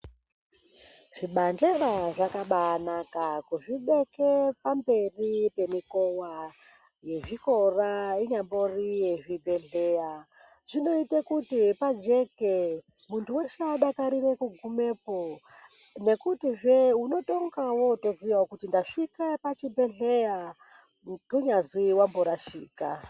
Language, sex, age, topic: Ndau, male, 25-35, health